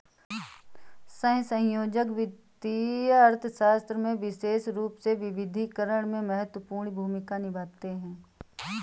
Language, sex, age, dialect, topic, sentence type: Hindi, female, 25-30, Awadhi Bundeli, banking, statement